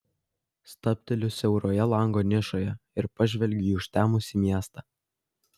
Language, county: Lithuanian, Kaunas